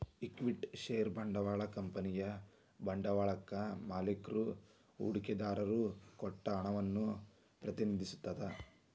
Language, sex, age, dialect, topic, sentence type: Kannada, female, 18-24, Dharwad Kannada, banking, statement